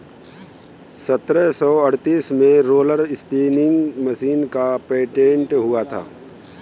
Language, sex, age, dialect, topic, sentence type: Hindi, male, 31-35, Kanauji Braj Bhasha, agriculture, statement